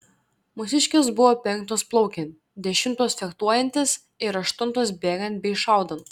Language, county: Lithuanian, Klaipėda